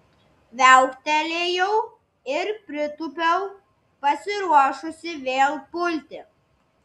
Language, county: Lithuanian, Klaipėda